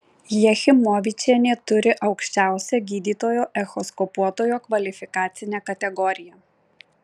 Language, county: Lithuanian, Marijampolė